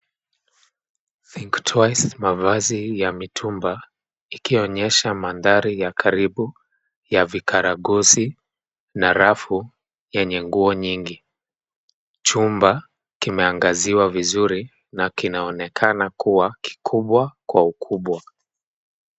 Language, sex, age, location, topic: Swahili, male, 25-35, Nairobi, finance